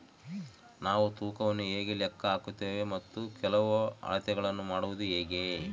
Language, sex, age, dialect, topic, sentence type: Kannada, male, 36-40, Central, agriculture, question